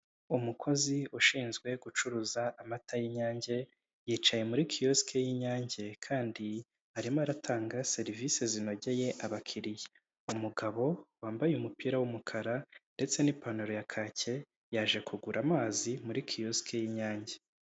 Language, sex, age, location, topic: Kinyarwanda, male, 25-35, Kigali, finance